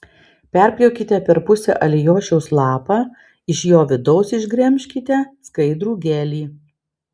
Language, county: Lithuanian, Vilnius